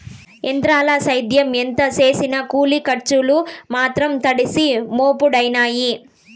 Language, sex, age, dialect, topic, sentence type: Telugu, female, 46-50, Southern, agriculture, statement